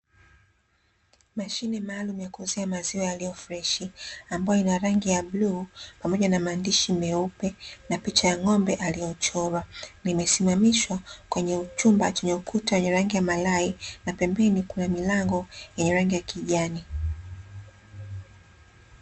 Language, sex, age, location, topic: Swahili, female, 25-35, Dar es Salaam, finance